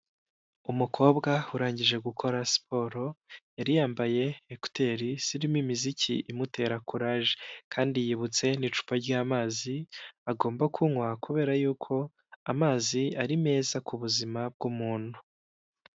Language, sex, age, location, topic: Kinyarwanda, male, 18-24, Huye, health